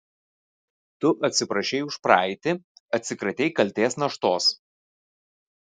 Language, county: Lithuanian, Vilnius